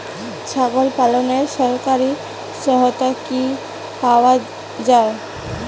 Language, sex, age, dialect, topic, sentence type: Bengali, female, 18-24, Rajbangshi, agriculture, question